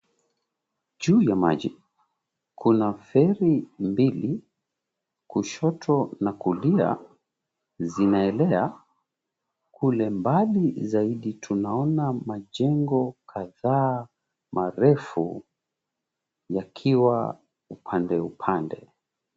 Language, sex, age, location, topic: Swahili, male, 36-49, Mombasa, government